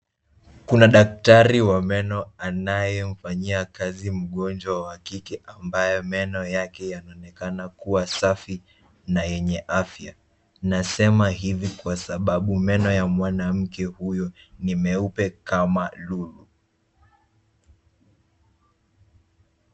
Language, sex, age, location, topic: Swahili, male, 18-24, Nairobi, health